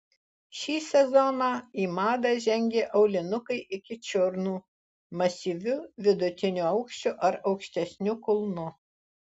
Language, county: Lithuanian, Alytus